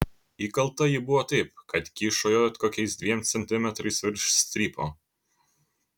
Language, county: Lithuanian, Kaunas